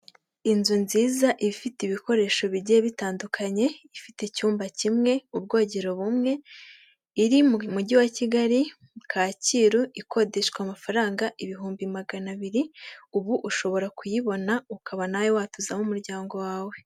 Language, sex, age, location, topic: Kinyarwanda, female, 18-24, Huye, finance